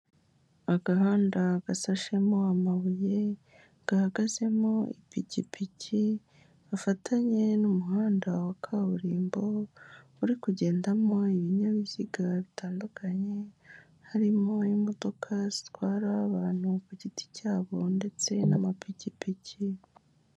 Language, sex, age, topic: Kinyarwanda, male, 18-24, government